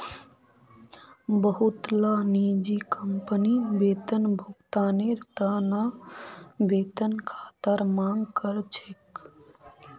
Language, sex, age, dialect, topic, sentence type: Magahi, female, 25-30, Northeastern/Surjapuri, banking, statement